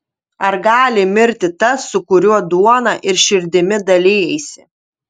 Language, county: Lithuanian, Utena